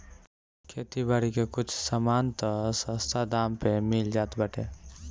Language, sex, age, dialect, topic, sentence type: Bhojpuri, male, 18-24, Northern, agriculture, statement